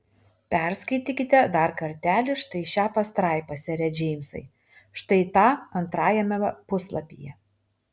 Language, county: Lithuanian, Vilnius